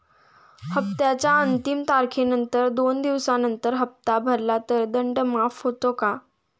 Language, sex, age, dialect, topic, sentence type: Marathi, female, 18-24, Standard Marathi, banking, question